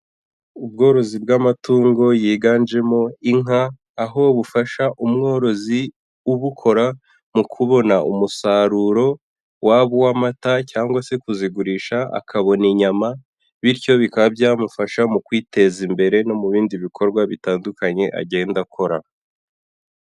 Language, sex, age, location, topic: Kinyarwanda, male, 18-24, Huye, agriculture